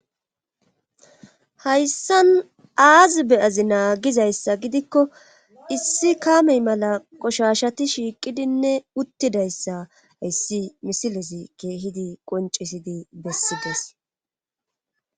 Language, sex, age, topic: Gamo, female, 36-49, government